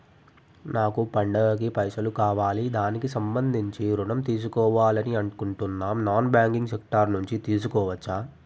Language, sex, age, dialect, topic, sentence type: Telugu, male, 18-24, Telangana, banking, question